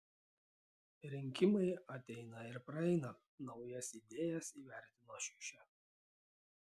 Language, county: Lithuanian, Klaipėda